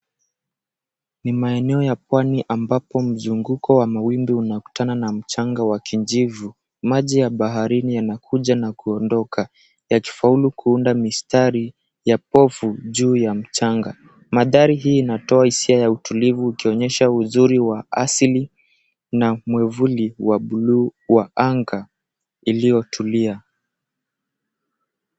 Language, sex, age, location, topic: Swahili, male, 18-24, Mombasa, government